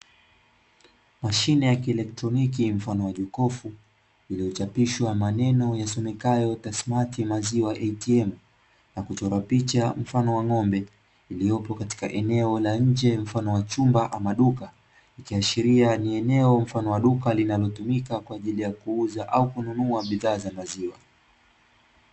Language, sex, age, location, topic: Swahili, male, 25-35, Dar es Salaam, finance